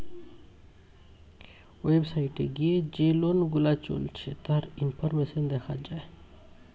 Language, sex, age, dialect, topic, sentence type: Bengali, male, 25-30, Western, banking, statement